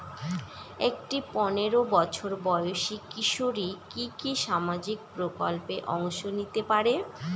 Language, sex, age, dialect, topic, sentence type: Bengali, female, 18-24, Northern/Varendri, banking, question